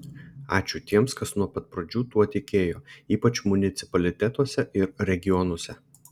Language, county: Lithuanian, Šiauliai